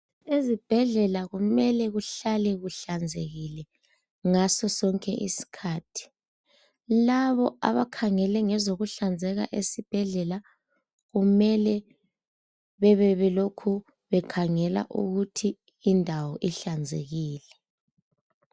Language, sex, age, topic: North Ndebele, female, 18-24, health